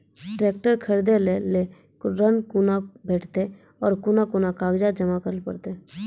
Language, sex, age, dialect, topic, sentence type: Maithili, female, 36-40, Angika, banking, question